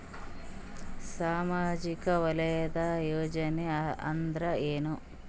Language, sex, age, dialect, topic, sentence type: Kannada, female, 36-40, Northeastern, banking, question